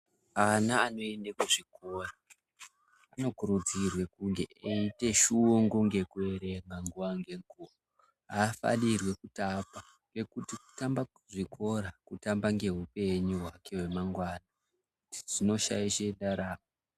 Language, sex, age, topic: Ndau, male, 18-24, education